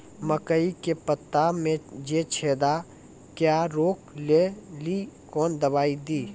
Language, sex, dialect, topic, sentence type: Maithili, male, Angika, agriculture, question